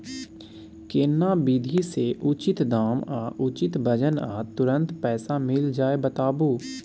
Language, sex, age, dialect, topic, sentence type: Maithili, male, 18-24, Bajjika, agriculture, question